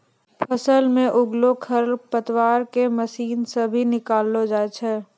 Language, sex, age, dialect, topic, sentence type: Maithili, female, 18-24, Angika, agriculture, statement